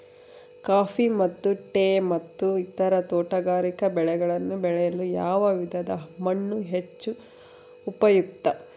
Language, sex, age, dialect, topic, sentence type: Kannada, female, 36-40, Central, agriculture, question